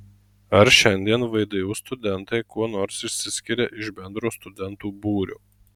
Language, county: Lithuanian, Marijampolė